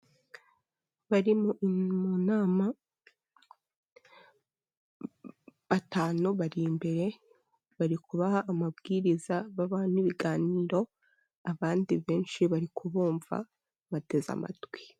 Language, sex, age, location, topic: Kinyarwanda, male, 25-35, Kigali, health